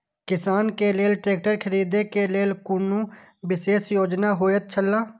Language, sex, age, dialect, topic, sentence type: Maithili, male, 18-24, Eastern / Thethi, agriculture, statement